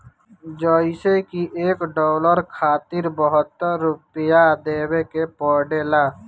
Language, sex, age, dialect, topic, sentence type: Bhojpuri, male, 18-24, Northern, banking, statement